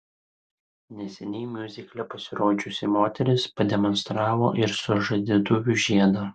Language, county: Lithuanian, Utena